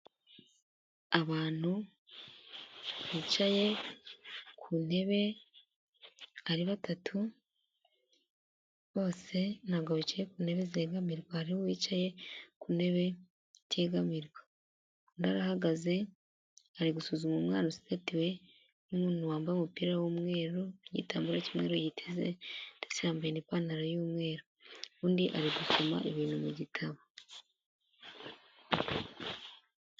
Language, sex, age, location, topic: Kinyarwanda, female, 18-24, Huye, health